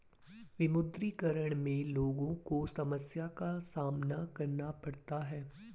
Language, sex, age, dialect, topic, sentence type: Hindi, male, 18-24, Garhwali, banking, statement